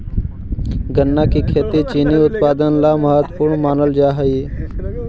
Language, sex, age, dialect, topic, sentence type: Magahi, male, 41-45, Central/Standard, agriculture, statement